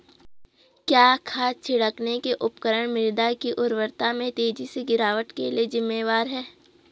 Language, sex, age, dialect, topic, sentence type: Hindi, female, 18-24, Garhwali, agriculture, statement